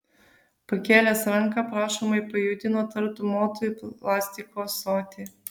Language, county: Lithuanian, Vilnius